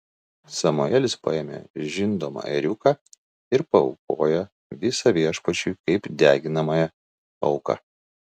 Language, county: Lithuanian, Vilnius